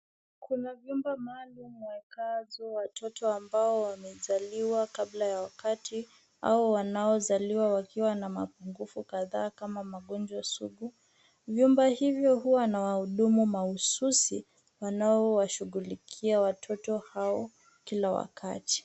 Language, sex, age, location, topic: Swahili, female, 18-24, Kisumu, health